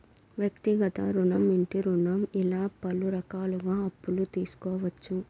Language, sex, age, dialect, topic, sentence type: Telugu, female, 18-24, Southern, banking, statement